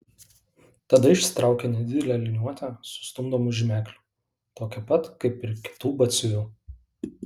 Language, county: Lithuanian, Alytus